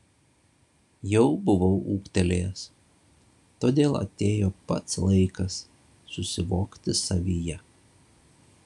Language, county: Lithuanian, Šiauliai